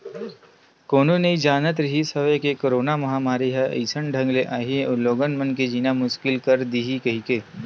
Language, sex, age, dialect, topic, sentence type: Chhattisgarhi, male, 18-24, Western/Budati/Khatahi, banking, statement